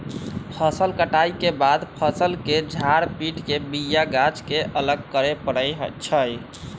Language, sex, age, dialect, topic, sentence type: Magahi, male, 25-30, Western, agriculture, statement